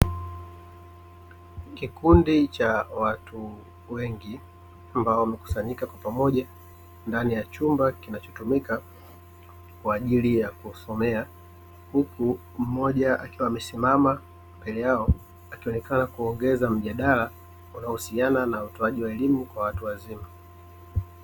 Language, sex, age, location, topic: Swahili, male, 36-49, Dar es Salaam, education